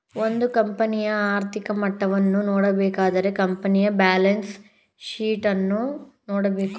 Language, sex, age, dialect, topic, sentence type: Kannada, male, 25-30, Mysore Kannada, banking, statement